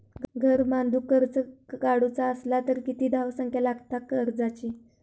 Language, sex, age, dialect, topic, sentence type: Marathi, female, 18-24, Southern Konkan, banking, question